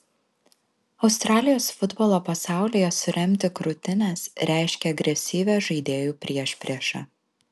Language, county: Lithuanian, Alytus